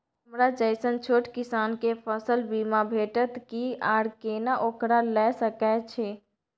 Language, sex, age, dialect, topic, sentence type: Maithili, female, 18-24, Bajjika, agriculture, question